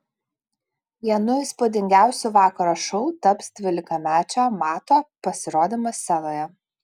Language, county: Lithuanian, Kaunas